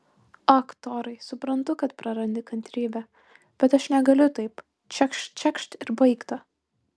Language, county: Lithuanian, Marijampolė